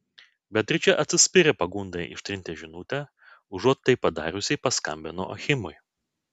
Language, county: Lithuanian, Vilnius